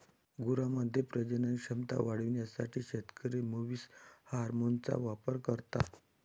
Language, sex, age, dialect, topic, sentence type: Marathi, male, 46-50, Northern Konkan, agriculture, statement